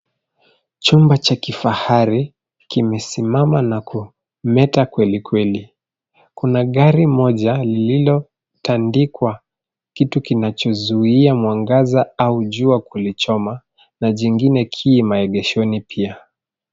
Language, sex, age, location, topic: Swahili, male, 25-35, Nairobi, finance